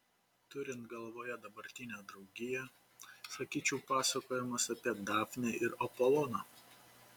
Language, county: Lithuanian, Panevėžys